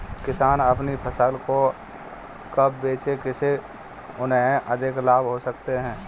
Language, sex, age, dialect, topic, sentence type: Hindi, male, 25-30, Kanauji Braj Bhasha, agriculture, question